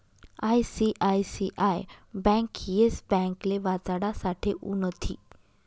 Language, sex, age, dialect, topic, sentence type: Marathi, female, 31-35, Northern Konkan, banking, statement